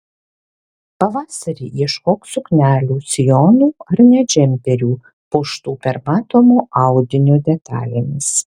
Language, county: Lithuanian, Alytus